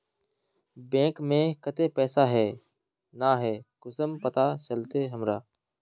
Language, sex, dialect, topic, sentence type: Magahi, male, Northeastern/Surjapuri, banking, question